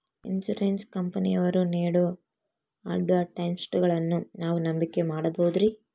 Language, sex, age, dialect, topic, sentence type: Kannada, female, 18-24, Central, banking, question